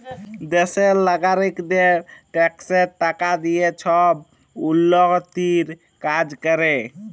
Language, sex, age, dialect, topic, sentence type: Bengali, male, 25-30, Jharkhandi, banking, statement